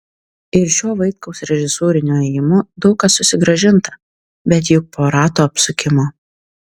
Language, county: Lithuanian, Tauragė